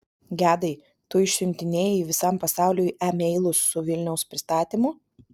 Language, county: Lithuanian, Vilnius